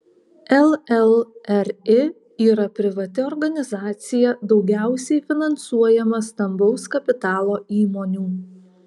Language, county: Lithuanian, Alytus